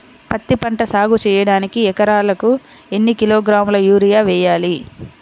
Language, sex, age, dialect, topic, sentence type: Telugu, female, 25-30, Central/Coastal, agriculture, question